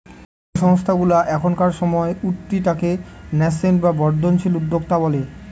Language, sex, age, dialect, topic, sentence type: Bengali, male, 18-24, Northern/Varendri, banking, statement